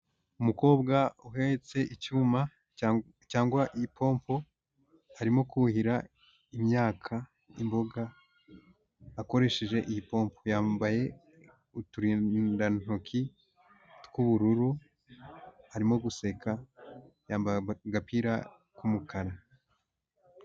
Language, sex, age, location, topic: Kinyarwanda, male, 18-24, Huye, agriculture